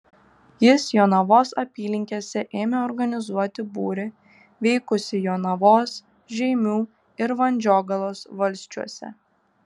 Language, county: Lithuanian, Tauragė